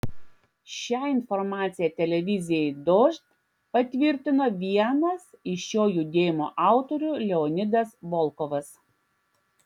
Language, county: Lithuanian, Klaipėda